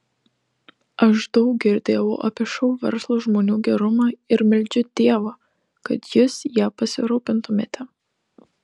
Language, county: Lithuanian, Telšiai